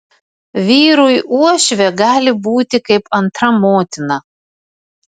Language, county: Lithuanian, Vilnius